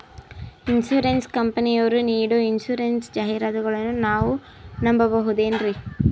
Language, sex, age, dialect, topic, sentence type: Kannada, female, 18-24, Northeastern, banking, question